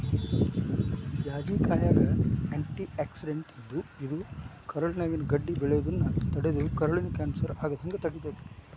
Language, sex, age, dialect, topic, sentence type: Kannada, male, 56-60, Dharwad Kannada, agriculture, statement